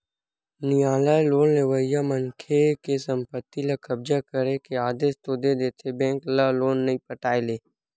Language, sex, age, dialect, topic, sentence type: Chhattisgarhi, male, 18-24, Western/Budati/Khatahi, banking, statement